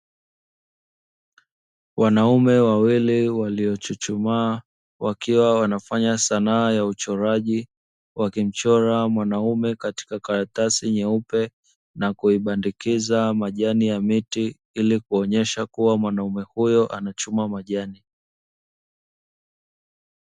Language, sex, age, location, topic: Swahili, male, 25-35, Dar es Salaam, education